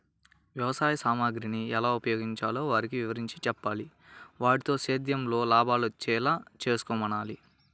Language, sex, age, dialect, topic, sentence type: Telugu, male, 18-24, Central/Coastal, agriculture, statement